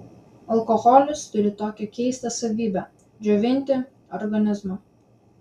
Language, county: Lithuanian, Vilnius